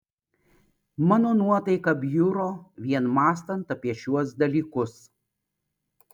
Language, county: Lithuanian, Panevėžys